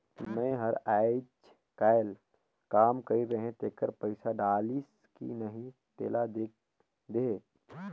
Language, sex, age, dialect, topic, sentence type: Chhattisgarhi, male, 18-24, Northern/Bhandar, banking, question